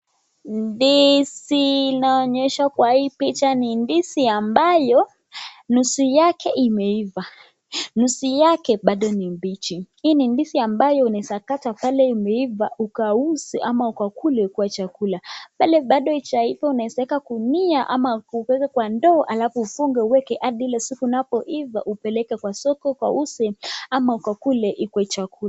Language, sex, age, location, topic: Swahili, female, 18-24, Nakuru, agriculture